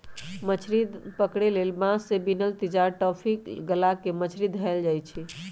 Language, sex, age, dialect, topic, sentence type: Magahi, male, 18-24, Western, agriculture, statement